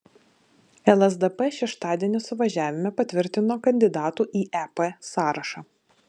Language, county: Lithuanian, Vilnius